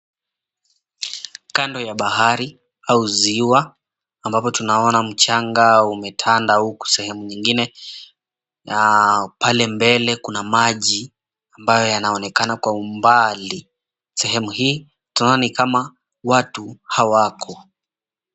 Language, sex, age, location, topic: Swahili, male, 25-35, Mombasa, government